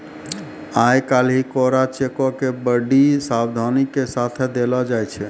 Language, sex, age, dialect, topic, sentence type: Maithili, male, 31-35, Angika, banking, statement